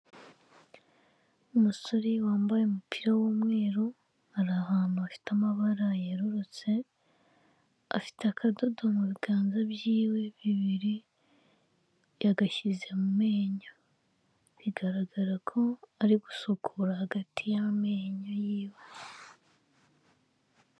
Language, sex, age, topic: Kinyarwanda, female, 25-35, health